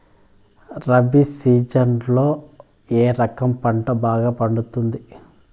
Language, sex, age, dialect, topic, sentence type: Telugu, male, 25-30, Southern, agriculture, question